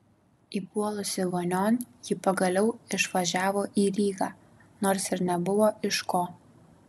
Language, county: Lithuanian, Kaunas